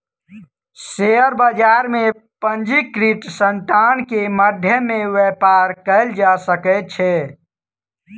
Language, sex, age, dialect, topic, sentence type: Maithili, male, 18-24, Southern/Standard, banking, statement